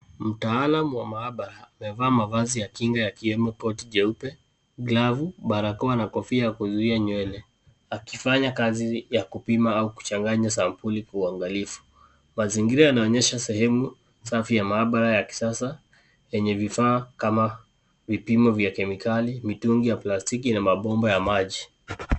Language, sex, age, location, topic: Swahili, male, 25-35, Kisii, agriculture